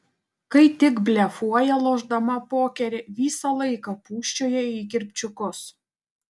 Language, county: Lithuanian, Panevėžys